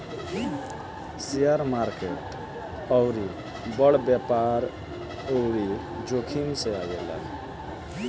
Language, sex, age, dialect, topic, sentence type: Bhojpuri, male, 18-24, Southern / Standard, banking, statement